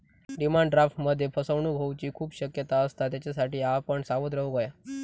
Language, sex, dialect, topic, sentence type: Marathi, male, Southern Konkan, banking, statement